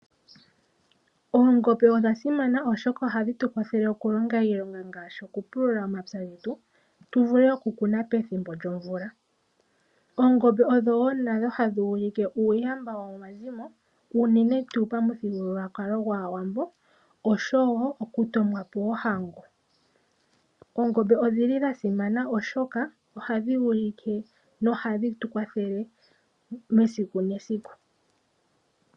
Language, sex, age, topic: Oshiwambo, female, 18-24, agriculture